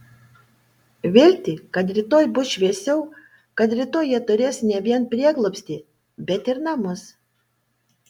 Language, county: Lithuanian, Panevėžys